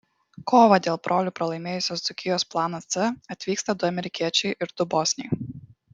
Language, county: Lithuanian, Kaunas